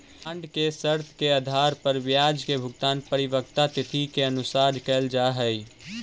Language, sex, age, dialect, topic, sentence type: Magahi, male, 18-24, Central/Standard, banking, statement